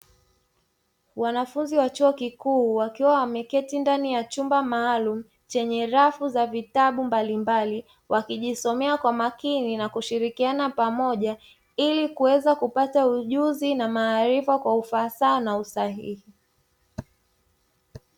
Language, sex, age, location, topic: Swahili, female, 25-35, Dar es Salaam, education